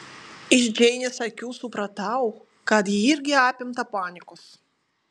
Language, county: Lithuanian, Vilnius